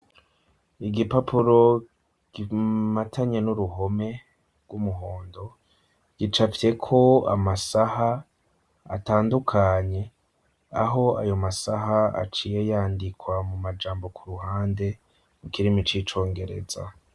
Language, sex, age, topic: Rundi, male, 25-35, education